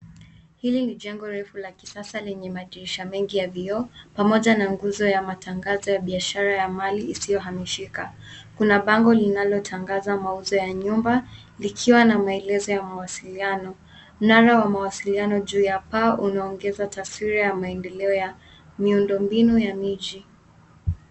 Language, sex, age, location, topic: Swahili, female, 18-24, Nairobi, finance